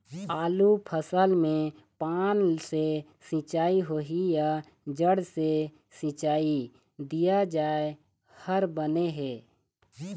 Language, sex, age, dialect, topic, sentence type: Chhattisgarhi, male, 36-40, Eastern, agriculture, question